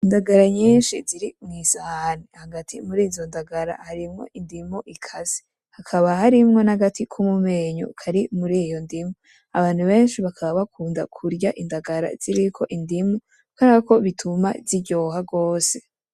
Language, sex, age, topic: Rundi, female, 18-24, agriculture